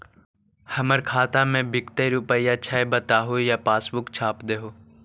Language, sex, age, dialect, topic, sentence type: Magahi, male, 51-55, Central/Standard, banking, question